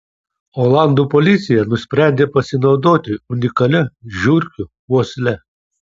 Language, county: Lithuanian, Kaunas